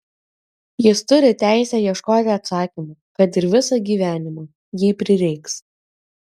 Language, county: Lithuanian, Kaunas